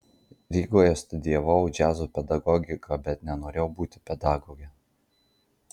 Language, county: Lithuanian, Marijampolė